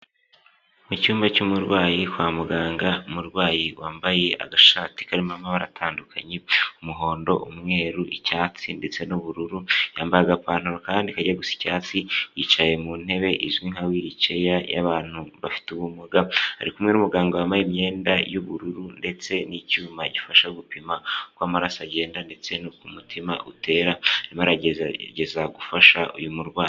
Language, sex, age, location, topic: Kinyarwanda, male, 18-24, Huye, health